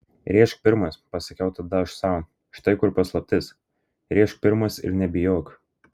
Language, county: Lithuanian, Marijampolė